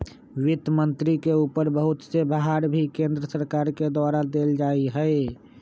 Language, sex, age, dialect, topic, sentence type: Magahi, male, 25-30, Western, banking, statement